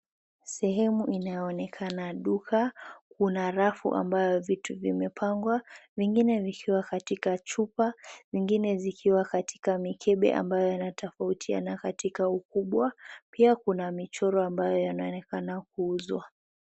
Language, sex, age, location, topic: Swahili, female, 18-24, Nakuru, health